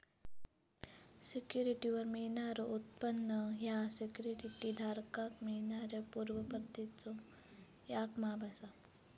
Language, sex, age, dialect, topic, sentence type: Marathi, female, 18-24, Southern Konkan, banking, statement